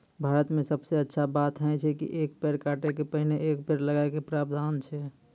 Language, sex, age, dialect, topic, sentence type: Maithili, male, 25-30, Angika, agriculture, statement